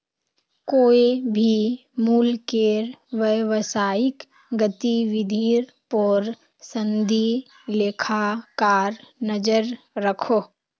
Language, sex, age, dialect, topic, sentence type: Magahi, female, 18-24, Northeastern/Surjapuri, banking, statement